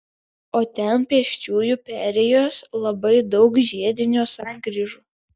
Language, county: Lithuanian, Šiauliai